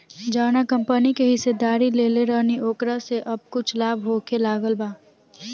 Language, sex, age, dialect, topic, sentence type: Bhojpuri, female, <18, Southern / Standard, banking, statement